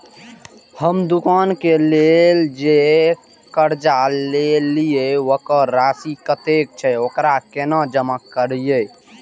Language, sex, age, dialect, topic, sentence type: Maithili, male, 18-24, Eastern / Thethi, banking, question